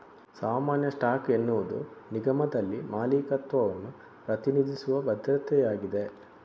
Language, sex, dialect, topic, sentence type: Kannada, male, Coastal/Dakshin, banking, statement